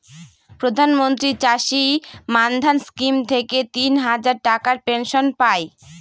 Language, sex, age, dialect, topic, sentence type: Bengali, female, 25-30, Northern/Varendri, agriculture, statement